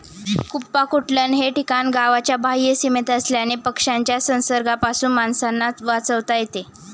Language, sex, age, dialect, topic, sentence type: Marathi, female, 18-24, Standard Marathi, agriculture, statement